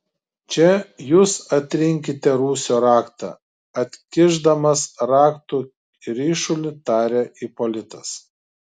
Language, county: Lithuanian, Klaipėda